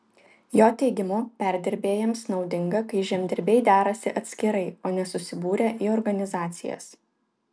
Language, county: Lithuanian, Utena